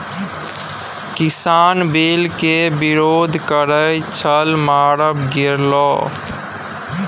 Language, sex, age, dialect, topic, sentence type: Maithili, male, 18-24, Bajjika, agriculture, statement